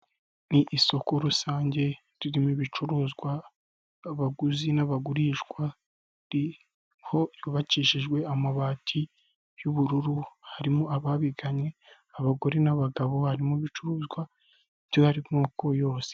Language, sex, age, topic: Kinyarwanda, male, 25-35, finance